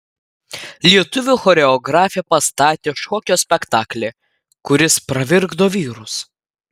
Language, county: Lithuanian, Klaipėda